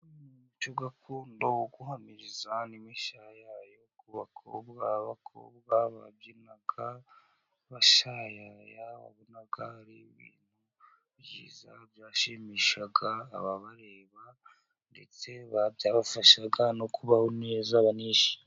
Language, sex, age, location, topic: Kinyarwanda, male, 50+, Musanze, government